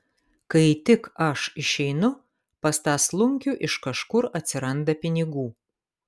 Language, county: Lithuanian, Kaunas